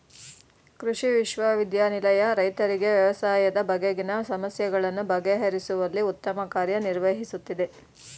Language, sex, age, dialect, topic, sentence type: Kannada, female, 36-40, Mysore Kannada, agriculture, statement